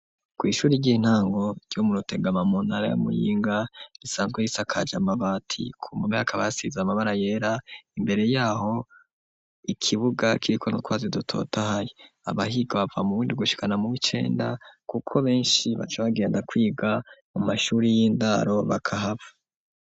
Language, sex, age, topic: Rundi, male, 25-35, education